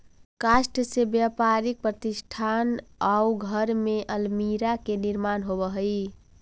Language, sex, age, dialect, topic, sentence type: Magahi, female, 18-24, Central/Standard, banking, statement